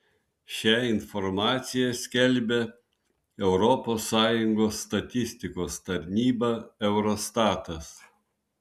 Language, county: Lithuanian, Vilnius